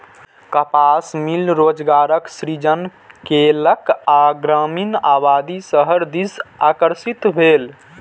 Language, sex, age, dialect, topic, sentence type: Maithili, male, 18-24, Eastern / Thethi, agriculture, statement